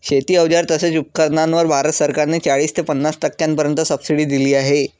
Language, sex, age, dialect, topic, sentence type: Marathi, male, 18-24, Northern Konkan, agriculture, statement